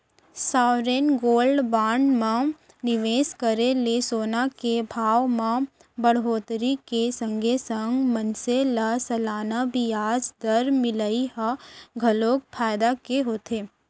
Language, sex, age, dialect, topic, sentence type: Chhattisgarhi, female, 25-30, Central, banking, statement